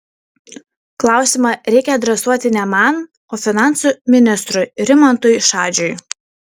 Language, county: Lithuanian, Šiauliai